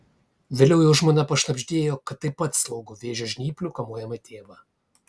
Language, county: Lithuanian, Kaunas